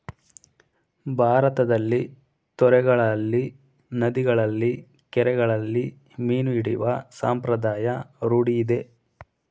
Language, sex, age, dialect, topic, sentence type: Kannada, male, 18-24, Mysore Kannada, agriculture, statement